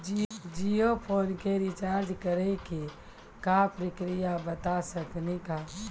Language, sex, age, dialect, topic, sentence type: Maithili, male, 60-100, Angika, banking, question